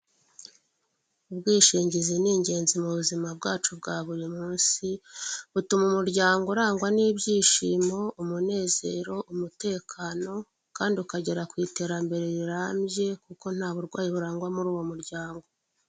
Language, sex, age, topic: Kinyarwanda, female, 36-49, finance